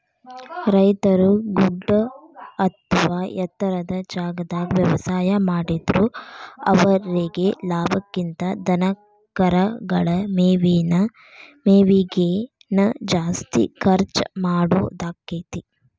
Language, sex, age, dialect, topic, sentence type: Kannada, female, 18-24, Dharwad Kannada, agriculture, statement